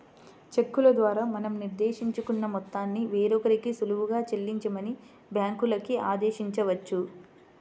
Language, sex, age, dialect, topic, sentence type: Telugu, female, 25-30, Central/Coastal, banking, statement